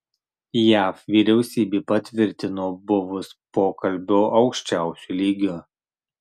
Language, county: Lithuanian, Marijampolė